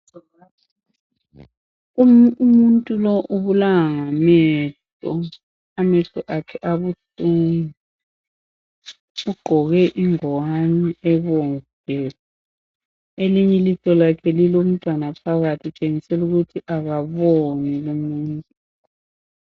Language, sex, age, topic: North Ndebele, female, 50+, health